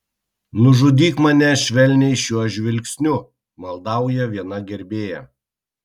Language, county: Lithuanian, Kaunas